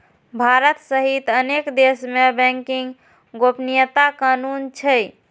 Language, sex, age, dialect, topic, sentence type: Maithili, female, 25-30, Eastern / Thethi, banking, statement